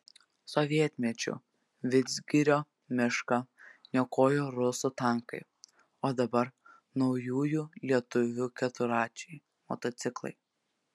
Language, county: Lithuanian, Telšiai